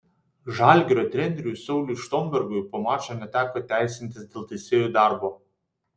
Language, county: Lithuanian, Vilnius